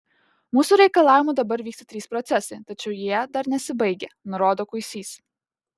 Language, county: Lithuanian, Kaunas